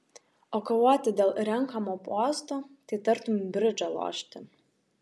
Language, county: Lithuanian, Šiauliai